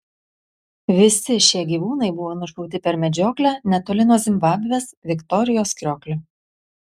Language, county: Lithuanian, Klaipėda